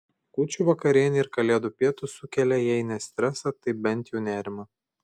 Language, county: Lithuanian, Šiauliai